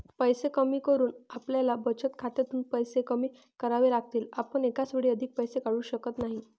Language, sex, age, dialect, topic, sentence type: Marathi, female, 25-30, Varhadi, banking, statement